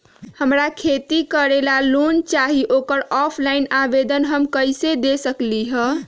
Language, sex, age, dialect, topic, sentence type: Magahi, female, 31-35, Western, banking, question